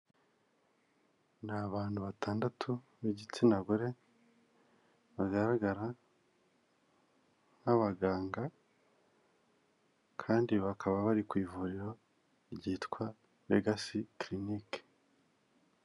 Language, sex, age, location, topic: Kinyarwanda, male, 25-35, Kigali, health